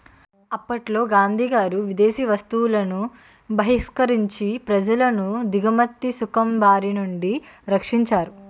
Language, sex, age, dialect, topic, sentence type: Telugu, female, 18-24, Utterandhra, banking, statement